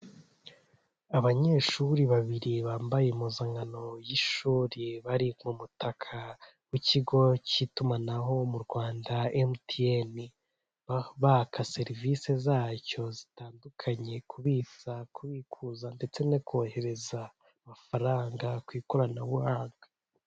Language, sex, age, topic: Kinyarwanda, male, 18-24, finance